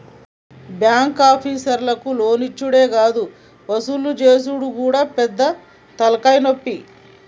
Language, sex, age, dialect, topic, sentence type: Telugu, male, 41-45, Telangana, banking, statement